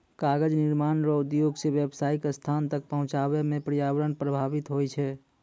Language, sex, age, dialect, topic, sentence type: Maithili, male, 18-24, Angika, agriculture, statement